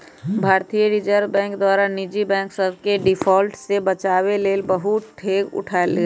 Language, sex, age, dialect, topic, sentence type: Magahi, female, 25-30, Western, banking, statement